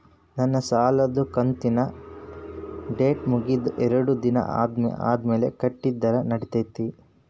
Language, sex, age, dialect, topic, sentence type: Kannada, male, 18-24, Dharwad Kannada, banking, question